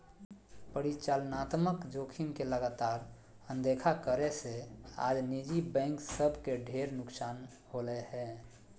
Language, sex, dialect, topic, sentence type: Magahi, male, Southern, banking, statement